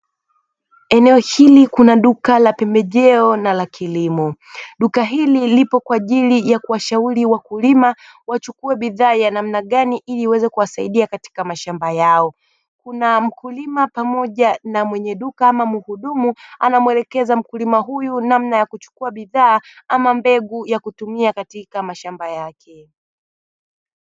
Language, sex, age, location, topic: Swahili, female, 25-35, Dar es Salaam, agriculture